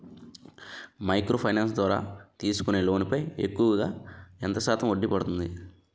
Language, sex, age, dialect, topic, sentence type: Telugu, male, 25-30, Utterandhra, banking, question